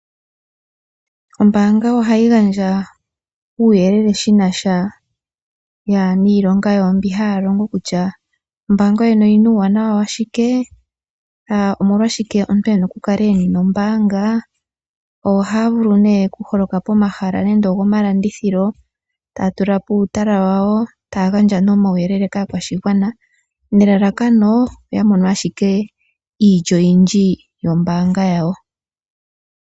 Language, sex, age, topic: Oshiwambo, female, 25-35, finance